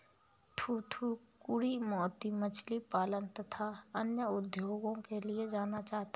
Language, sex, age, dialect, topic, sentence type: Hindi, female, 31-35, Awadhi Bundeli, agriculture, statement